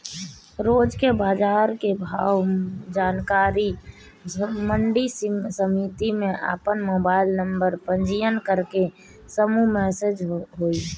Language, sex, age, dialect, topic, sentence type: Bhojpuri, female, 25-30, Northern, agriculture, question